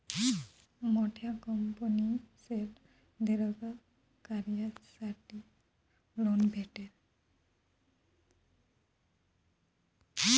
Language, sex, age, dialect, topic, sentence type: Marathi, female, 25-30, Northern Konkan, banking, statement